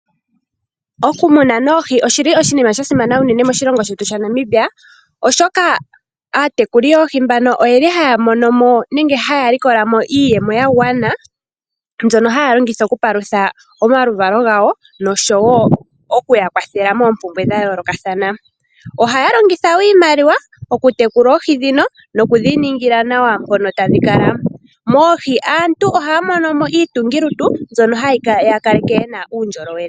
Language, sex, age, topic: Oshiwambo, female, 18-24, agriculture